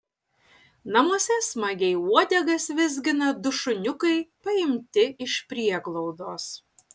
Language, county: Lithuanian, Utena